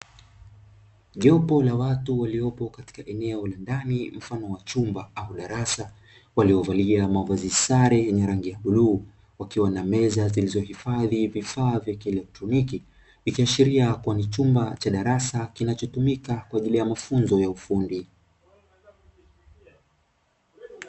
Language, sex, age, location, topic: Swahili, male, 25-35, Dar es Salaam, education